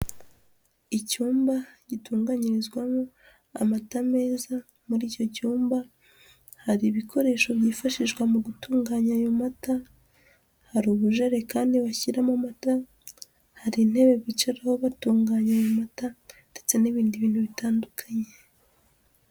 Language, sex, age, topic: Kinyarwanda, female, 25-35, finance